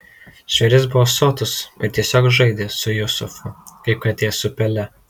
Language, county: Lithuanian, Alytus